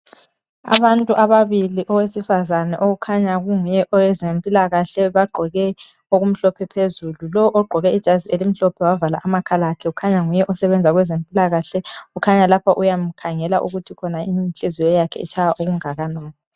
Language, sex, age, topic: North Ndebele, male, 25-35, health